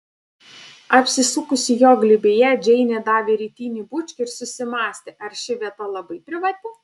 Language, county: Lithuanian, Panevėžys